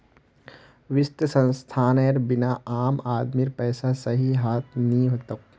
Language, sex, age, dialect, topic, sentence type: Magahi, male, 46-50, Northeastern/Surjapuri, banking, statement